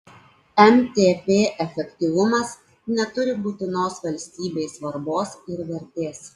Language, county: Lithuanian, Klaipėda